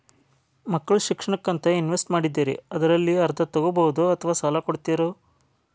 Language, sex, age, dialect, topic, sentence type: Kannada, male, 25-30, Dharwad Kannada, banking, question